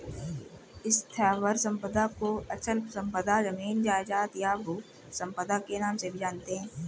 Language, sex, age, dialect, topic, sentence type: Hindi, female, 18-24, Marwari Dhudhari, banking, statement